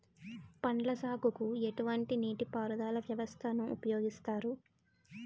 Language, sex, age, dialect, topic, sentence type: Telugu, female, 18-24, Utterandhra, agriculture, question